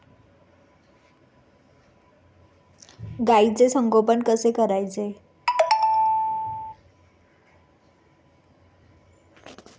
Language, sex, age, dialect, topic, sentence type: Marathi, female, 25-30, Standard Marathi, agriculture, question